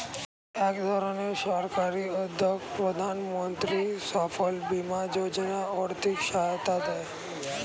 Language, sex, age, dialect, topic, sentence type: Bengali, male, 18-24, Standard Colloquial, agriculture, statement